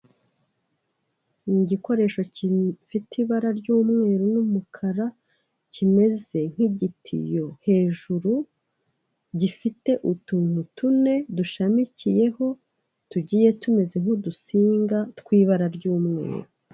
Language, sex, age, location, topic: Kinyarwanda, female, 36-49, Kigali, health